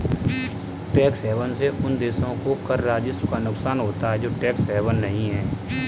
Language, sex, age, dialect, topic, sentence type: Hindi, male, 25-30, Kanauji Braj Bhasha, banking, statement